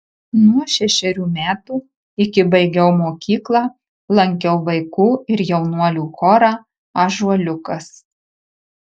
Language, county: Lithuanian, Marijampolė